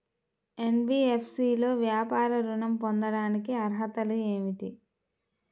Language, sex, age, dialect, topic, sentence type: Telugu, female, 18-24, Central/Coastal, banking, question